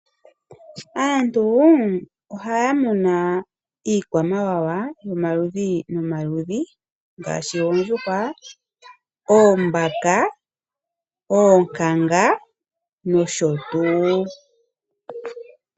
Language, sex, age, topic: Oshiwambo, female, 25-35, agriculture